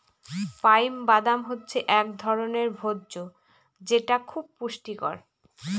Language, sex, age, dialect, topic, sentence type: Bengali, female, 36-40, Northern/Varendri, agriculture, statement